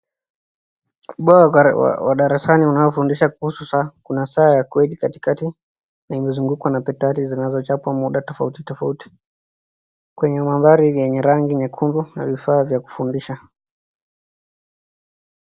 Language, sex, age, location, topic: Swahili, female, 36-49, Nakuru, education